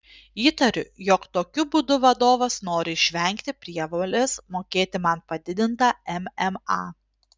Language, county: Lithuanian, Panevėžys